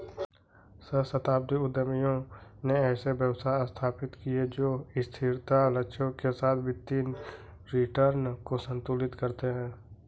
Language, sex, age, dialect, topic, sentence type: Hindi, male, 46-50, Kanauji Braj Bhasha, banking, statement